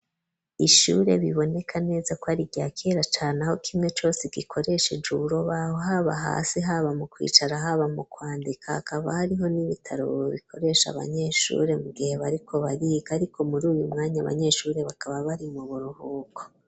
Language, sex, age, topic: Rundi, female, 36-49, education